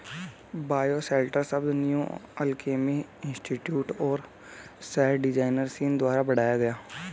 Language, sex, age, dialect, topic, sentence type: Hindi, male, 18-24, Hindustani Malvi Khadi Boli, agriculture, statement